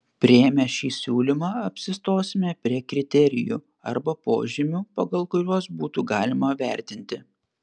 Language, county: Lithuanian, Panevėžys